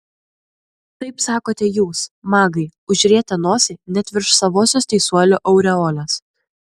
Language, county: Lithuanian, Klaipėda